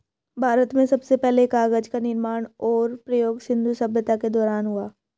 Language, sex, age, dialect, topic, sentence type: Hindi, female, 18-24, Marwari Dhudhari, agriculture, statement